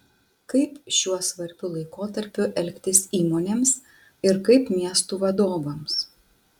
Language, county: Lithuanian, Utena